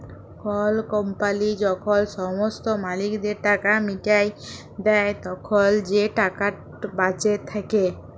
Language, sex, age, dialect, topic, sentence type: Bengali, female, 25-30, Jharkhandi, banking, statement